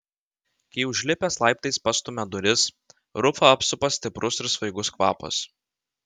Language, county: Lithuanian, Vilnius